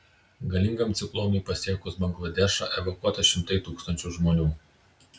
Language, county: Lithuanian, Vilnius